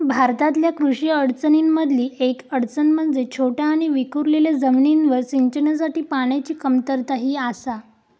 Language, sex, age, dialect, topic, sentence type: Marathi, female, 18-24, Southern Konkan, agriculture, statement